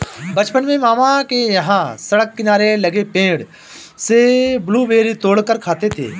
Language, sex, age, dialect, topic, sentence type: Hindi, male, 25-30, Awadhi Bundeli, agriculture, statement